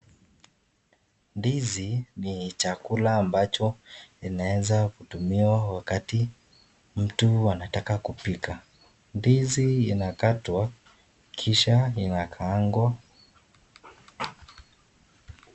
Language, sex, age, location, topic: Swahili, male, 36-49, Nakuru, agriculture